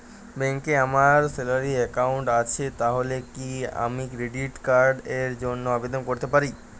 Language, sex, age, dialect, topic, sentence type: Bengali, male, 18-24, Jharkhandi, banking, question